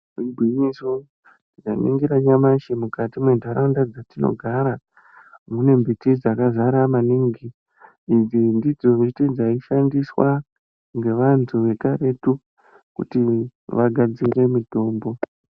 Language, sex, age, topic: Ndau, male, 18-24, health